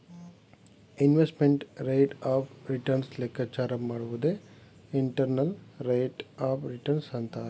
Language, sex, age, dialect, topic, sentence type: Kannada, male, 36-40, Mysore Kannada, banking, statement